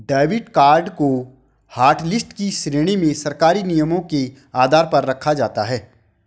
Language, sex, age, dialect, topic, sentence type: Hindi, male, 25-30, Hindustani Malvi Khadi Boli, banking, statement